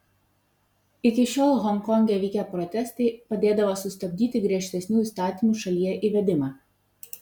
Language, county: Lithuanian, Vilnius